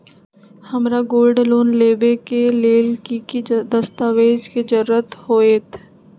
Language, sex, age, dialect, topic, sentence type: Magahi, female, 25-30, Western, banking, question